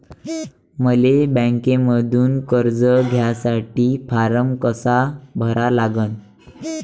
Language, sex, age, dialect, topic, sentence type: Marathi, male, 18-24, Varhadi, banking, question